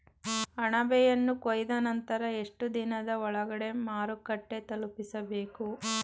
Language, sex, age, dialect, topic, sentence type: Kannada, female, 31-35, Mysore Kannada, agriculture, question